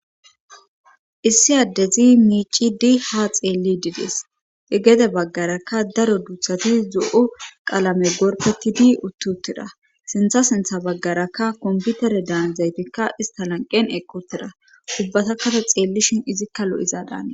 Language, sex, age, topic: Gamo, female, 18-24, government